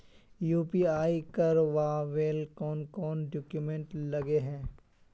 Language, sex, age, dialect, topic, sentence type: Magahi, male, 25-30, Northeastern/Surjapuri, banking, question